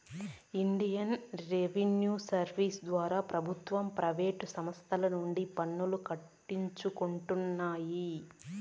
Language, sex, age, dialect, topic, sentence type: Telugu, female, 31-35, Southern, banking, statement